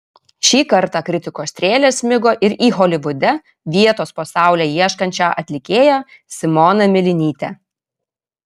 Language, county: Lithuanian, Kaunas